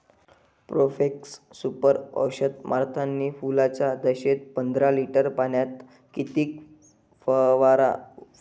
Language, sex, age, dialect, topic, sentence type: Marathi, male, 25-30, Varhadi, agriculture, question